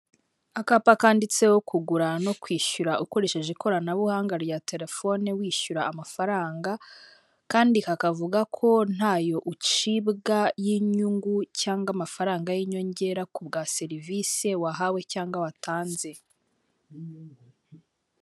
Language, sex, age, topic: Kinyarwanda, female, 18-24, finance